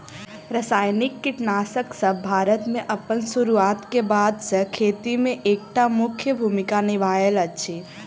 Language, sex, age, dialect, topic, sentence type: Maithili, female, 18-24, Southern/Standard, agriculture, statement